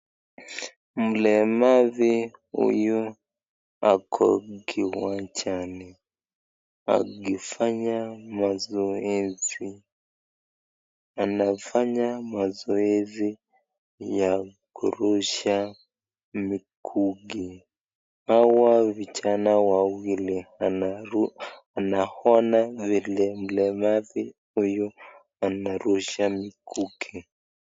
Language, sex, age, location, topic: Swahili, male, 25-35, Nakuru, education